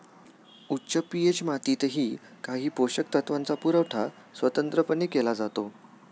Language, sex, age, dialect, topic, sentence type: Marathi, male, 18-24, Standard Marathi, agriculture, statement